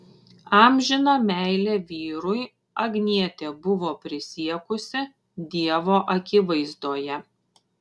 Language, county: Lithuanian, Šiauliai